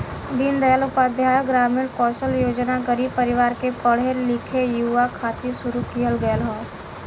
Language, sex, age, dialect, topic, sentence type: Bhojpuri, female, 18-24, Western, banking, statement